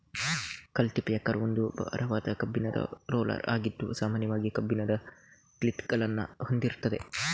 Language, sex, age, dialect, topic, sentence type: Kannada, male, 56-60, Coastal/Dakshin, agriculture, statement